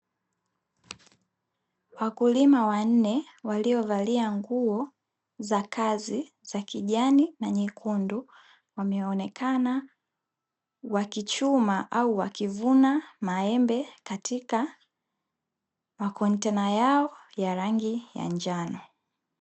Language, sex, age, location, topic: Swahili, female, 18-24, Dar es Salaam, agriculture